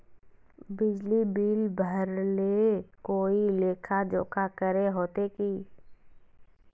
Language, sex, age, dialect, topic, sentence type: Magahi, female, 18-24, Northeastern/Surjapuri, banking, question